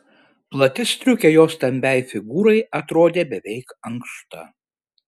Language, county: Lithuanian, Šiauliai